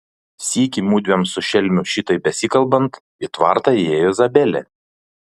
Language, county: Lithuanian, Panevėžys